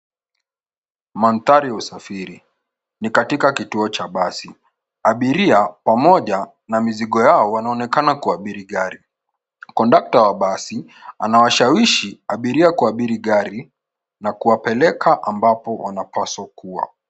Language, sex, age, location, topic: Swahili, male, 18-24, Nairobi, government